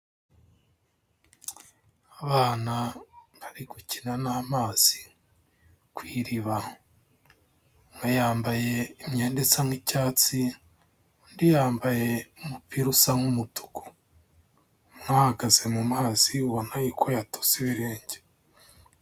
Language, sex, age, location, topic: Kinyarwanda, male, 25-35, Kigali, health